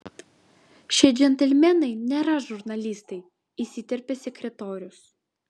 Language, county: Lithuanian, Vilnius